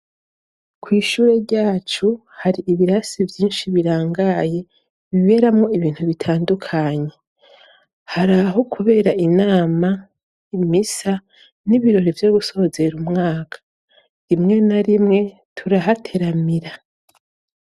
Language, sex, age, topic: Rundi, female, 25-35, education